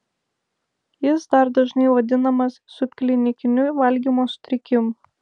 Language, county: Lithuanian, Vilnius